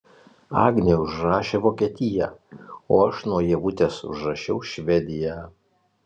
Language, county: Lithuanian, Telšiai